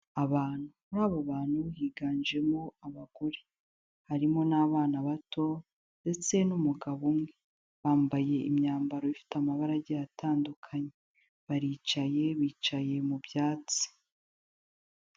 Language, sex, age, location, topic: Kinyarwanda, female, 18-24, Kigali, health